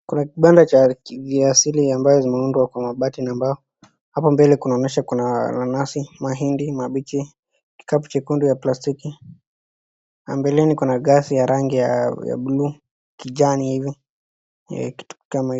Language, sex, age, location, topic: Swahili, female, 36-49, Nakuru, finance